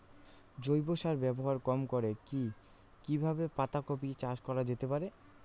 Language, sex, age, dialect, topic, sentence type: Bengali, male, 18-24, Rajbangshi, agriculture, question